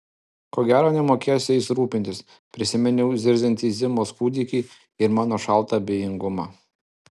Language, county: Lithuanian, Alytus